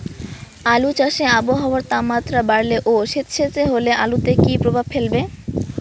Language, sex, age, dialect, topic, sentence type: Bengali, female, 18-24, Rajbangshi, agriculture, question